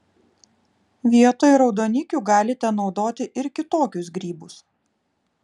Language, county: Lithuanian, Vilnius